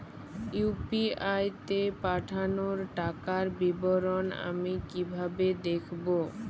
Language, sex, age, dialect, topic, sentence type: Bengali, female, 18-24, Jharkhandi, banking, question